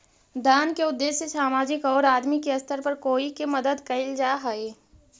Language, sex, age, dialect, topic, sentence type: Magahi, female, 60-100, Central/Standard, agriculture, statement